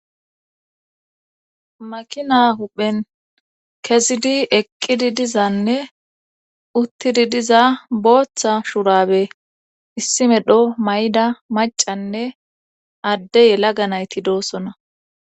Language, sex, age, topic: Gamo, female, 18-24, government